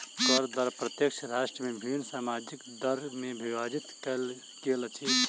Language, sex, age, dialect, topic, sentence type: Maithili, male, 31-35, Southern/Standard, banking, statement